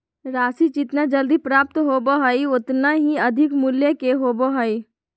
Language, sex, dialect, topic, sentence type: Magahi, female, Southern, banking, statement